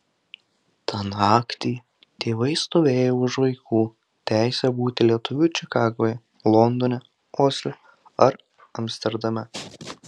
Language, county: Lithuanian, Telšiai